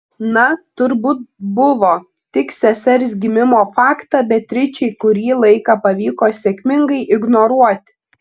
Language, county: Lithuanian, Klaipėda